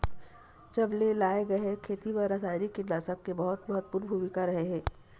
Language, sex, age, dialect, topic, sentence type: Chhattisgarhi, female, 41-45, Western/Budati/Khatahi, agriculture, statement